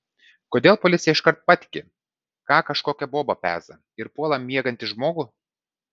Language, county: Lithuanian, Vilnius